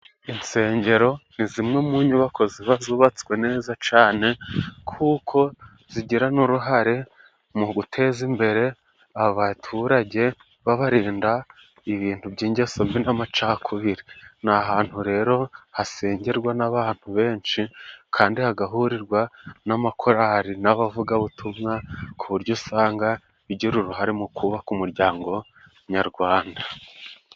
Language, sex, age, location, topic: Kinyarwanda, male, 25-35, Musanze, government